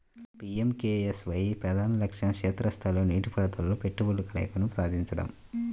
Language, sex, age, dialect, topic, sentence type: Telugu, male, 25-30, Central/Coastal, agriculture, statement